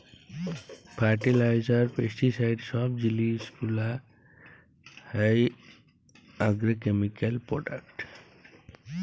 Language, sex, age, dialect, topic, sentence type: Bengali, male, 25-30, Jharkhandi, agriculture, statement